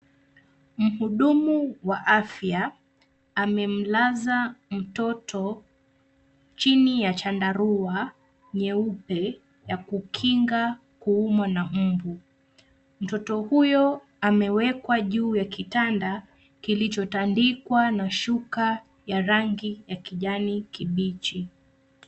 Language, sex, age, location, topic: Swahili, female, 25-35, Nairobi, health